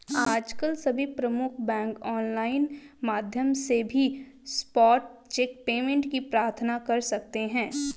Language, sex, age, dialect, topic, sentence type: Hindi, female, 25-30, Hindustani Malvi Khadi Boli, banking, statement